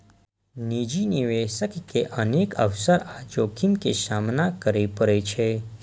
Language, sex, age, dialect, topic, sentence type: Maithili, male, 25-30, Eastern / Thethi, banking, statement